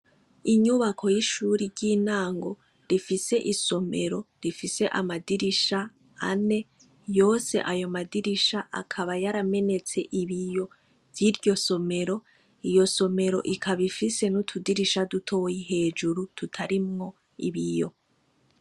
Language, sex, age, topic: Rundi, female, 25-35, education